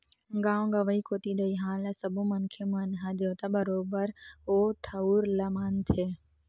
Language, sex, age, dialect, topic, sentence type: Chhattisgarhi, female, 18-24, Western/Budati/Khatahi, agriculture, statement